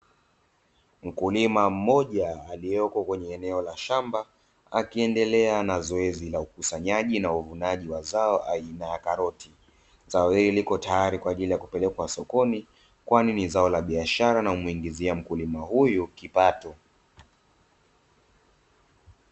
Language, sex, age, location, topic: Swahili, male, 25-35, Dar es Salaam, agriculture